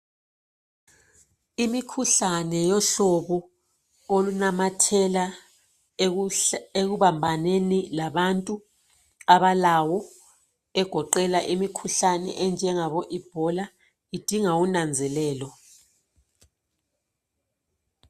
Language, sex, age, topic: North Ndebele, female, 36-49, health